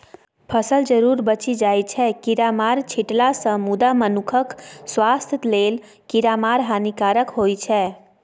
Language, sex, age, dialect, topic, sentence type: Maithili, female, 18-24, Bajjika, agriculture, statement